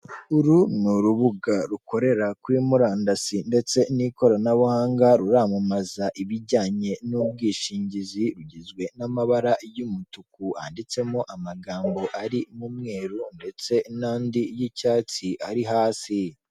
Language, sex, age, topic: Kinyarwanda, female, 18-24, finance